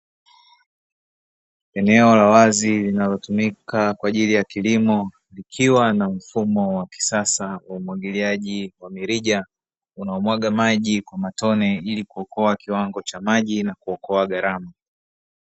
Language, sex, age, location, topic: Swahili, male, 36-49, Dar es Salaam, agriculture